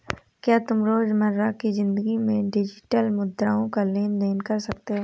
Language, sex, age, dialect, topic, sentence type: Hindi, female, 18-24, Awadhi Bundeli, banking, statement